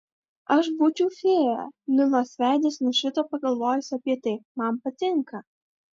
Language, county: Lithuanian, Vilnius